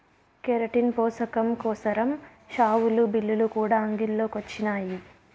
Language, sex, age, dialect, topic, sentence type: Telugu, female, 25-30, Southern, agriculture, statement